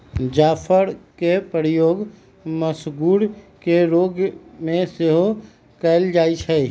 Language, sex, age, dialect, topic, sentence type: Magahi, male, 18-24, Western, agriculture, statement